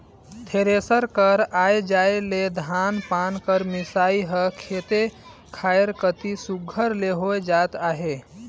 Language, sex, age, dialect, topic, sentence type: Chhattisgarhi, male, 18-24, Northern/Bhandar, agriculture, statement